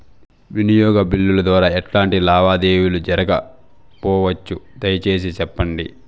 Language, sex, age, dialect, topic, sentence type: Telugu, male, 18-24, Southern, banking, question